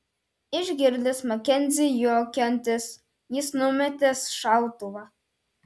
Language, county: Lithuanian, Telšiai